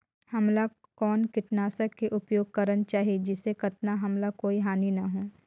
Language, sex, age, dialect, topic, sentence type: Chhattisgarhi, female, 18-24, Northern/Bhandar, agriculture, question